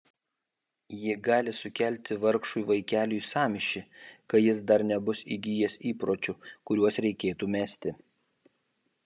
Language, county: Lithuanian, Kaunas